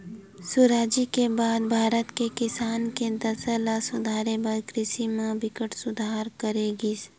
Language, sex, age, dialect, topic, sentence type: Chhattisgarhi, female, 18-24, Western/Budati/Khatahi, agriculture, statement